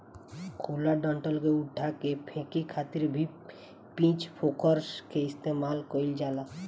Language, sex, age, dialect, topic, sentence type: Bhojpuri, female, 18-24, Southern / Standard, agriculture, statement